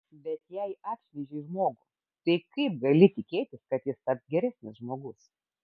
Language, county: Lithuanian, Kaunas